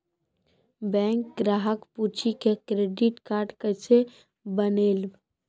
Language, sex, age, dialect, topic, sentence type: Maithili, female, 18-24, Angika, banking, question